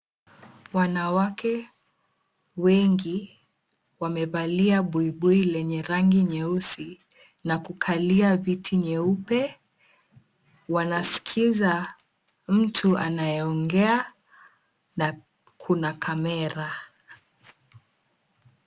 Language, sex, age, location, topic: Swahili, female, 18-24, Mombasa, government